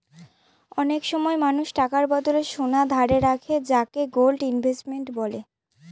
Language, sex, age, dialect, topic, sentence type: Bengali, female, 25-30, Northern/Varendri, banking, statement